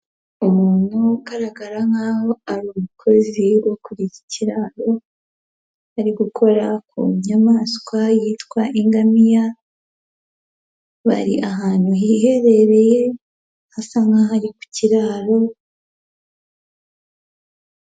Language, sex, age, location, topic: Kinyarwanda, female, 18-24, Huye, agriculture